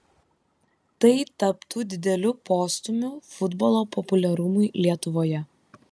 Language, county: Lithuanian, Kaunas